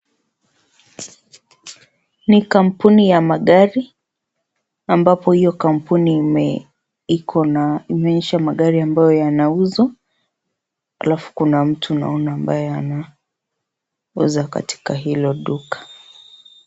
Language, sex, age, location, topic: Swahili, female, 25-35, Kisii, finance